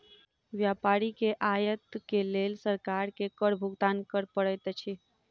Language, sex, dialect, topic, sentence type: Maithili, female, Southern/Standard, banking, statement